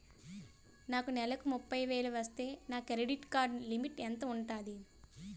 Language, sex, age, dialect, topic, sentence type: Telugu, female, 25-30, Utterandhra, banking, question